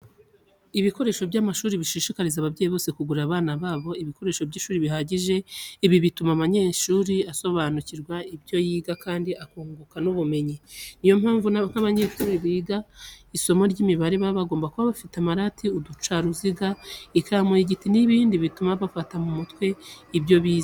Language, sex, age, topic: Kinyarwanda, female, 25-35, education